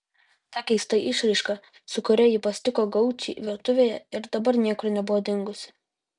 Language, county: Lithuanian, Utena